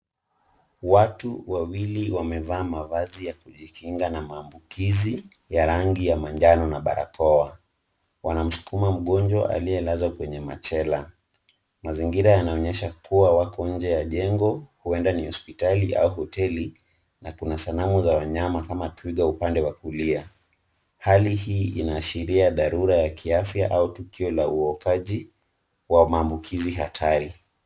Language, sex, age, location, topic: Swahili, male, 18-24, Nairobi, health